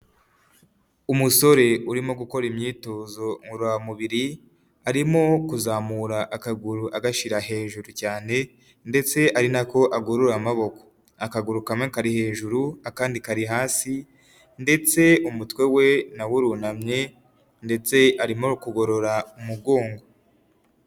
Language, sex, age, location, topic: Kinyarwanda, male, 18-24, Huye, health